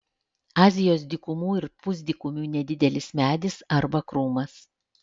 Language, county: Lithuanian, Alytus